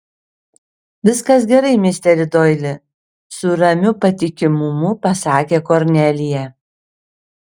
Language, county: Lithuanian, Šiauliai